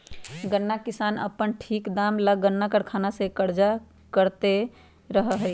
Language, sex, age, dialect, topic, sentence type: Magahi, female, 36-40, Western, agriculture, statement